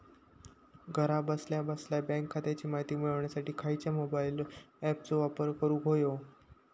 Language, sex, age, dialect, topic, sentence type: Marathi, male, 51-55, Southern Konkan, banking, question